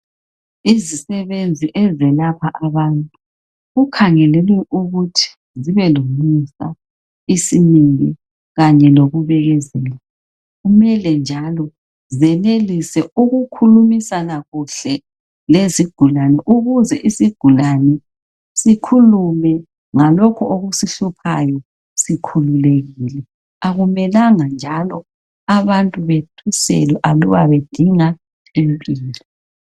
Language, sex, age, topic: North Ndebele, female, 50+, health